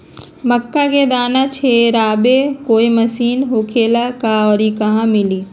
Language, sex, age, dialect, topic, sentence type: Magahi, female, 31-35, Western, agriculture, question